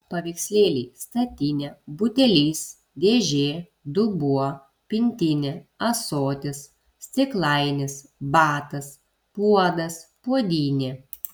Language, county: Lithuanian, Kaunas